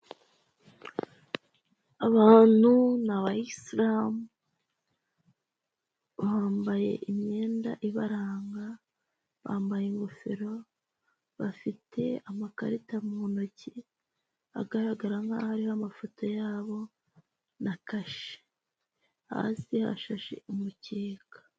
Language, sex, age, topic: Kinyarwanda, female, 18-24, finance